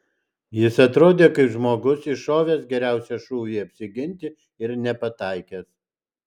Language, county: Lithuanian, Alytus